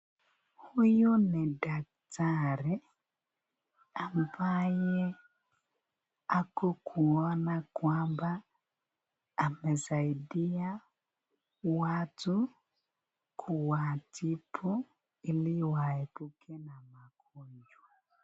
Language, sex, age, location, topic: Swahili, male, 18-24, Nakuru, health